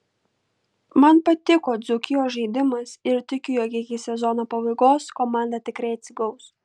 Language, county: Lithuanian, Kaunas